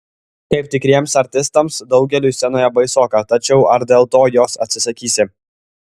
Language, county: Lithuanian, Klaipėda